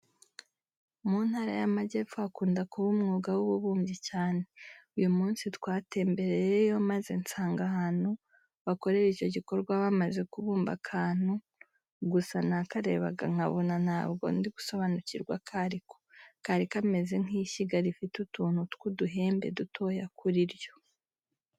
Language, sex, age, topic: Kinyarwanda, female, 25-35, education